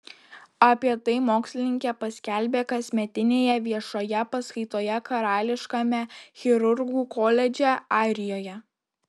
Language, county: Lithuanian, Kaunas